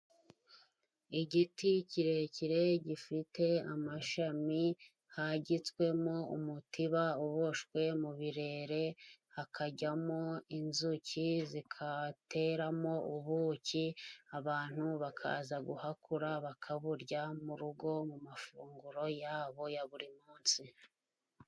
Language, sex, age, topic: Kinyarwanda, female, 25-35, government